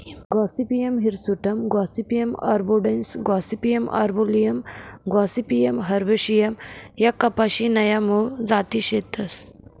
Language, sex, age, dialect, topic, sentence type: Marathi, female, 18-24, Northern Konkan, agriculture, statement